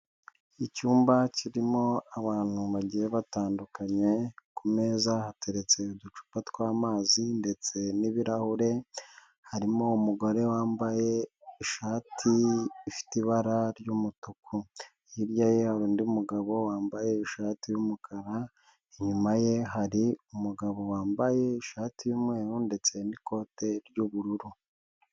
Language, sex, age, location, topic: Kinyarwanda, male, 25-35, Nyagatare, government